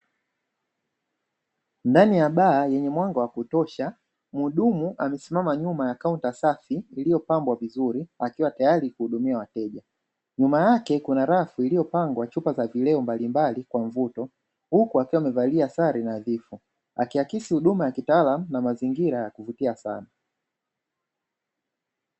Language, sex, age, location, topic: Swahili, male, 25-35, Dar es Salaam, finance